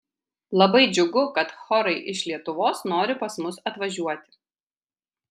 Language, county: Lithuanian, Kaunas